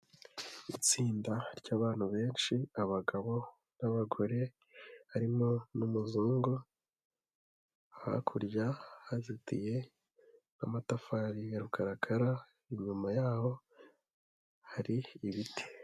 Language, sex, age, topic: Kinyarwanda, male, 18-24, health